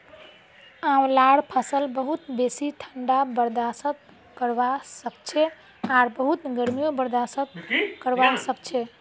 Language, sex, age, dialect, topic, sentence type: Magahi, female, 25-30, Northeastern/Surjapuri, agriculture, statement